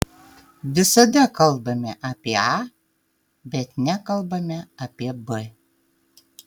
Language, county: Lithuanian, Tauragė